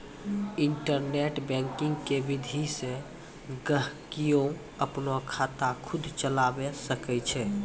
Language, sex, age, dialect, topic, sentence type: Maithili, male, 18-24, Angika, banking, statement